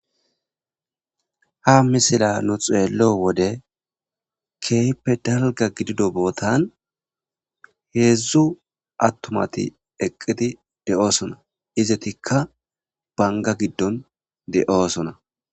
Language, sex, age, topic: Gamo, male, 25-35, agriculture